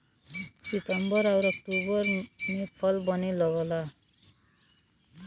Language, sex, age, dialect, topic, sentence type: Bhojpuri, female, 18-24, Western, agriculture, statement